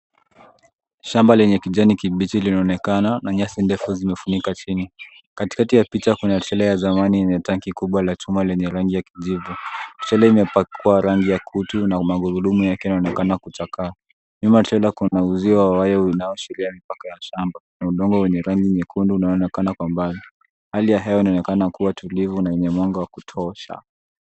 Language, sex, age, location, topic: Swahili, male, 18-24, Nairobi, government